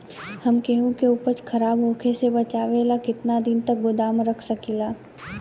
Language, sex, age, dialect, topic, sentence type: Bhojpuri, female, 18-24, Southern / Standard, agriculture, question